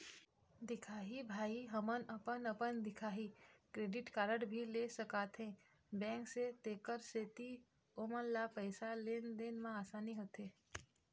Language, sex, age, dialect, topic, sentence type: Chhattisgarhi, female, 25-30, Eastern, banking, question